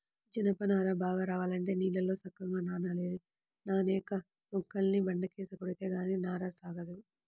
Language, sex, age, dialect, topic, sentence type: Telugu, male, 18-24, Central/Coastal, agriculture, statement